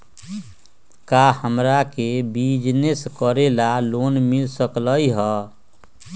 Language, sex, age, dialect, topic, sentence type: Magahi, male, 60-100, Western, banking, question